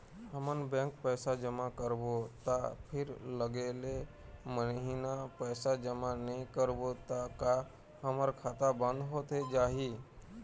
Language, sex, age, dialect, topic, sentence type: Chhattisgarhi, male, 25-30, Eastern, banking, question